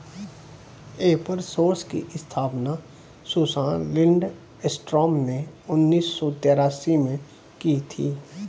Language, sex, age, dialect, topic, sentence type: Hindi, male, 36-40, Hindustani Malvi Khadi Boli, agriculture, statement